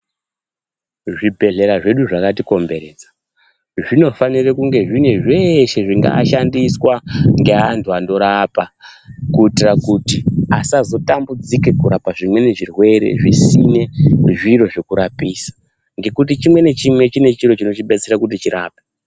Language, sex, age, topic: Ndau, male, 25-35, health